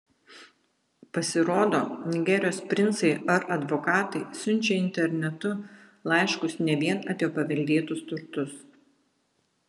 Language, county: Lithuanian, Vilnius